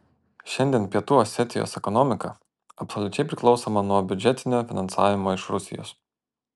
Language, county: Lithuanian, Panevėžys